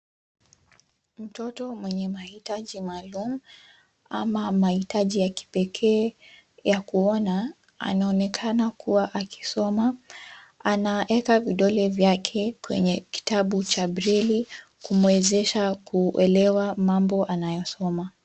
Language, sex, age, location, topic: Swahili, female, 18-24, Nairobi, education